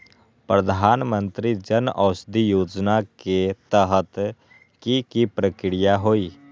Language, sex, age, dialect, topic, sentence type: Magahi, male, 18-24, Western, banking, question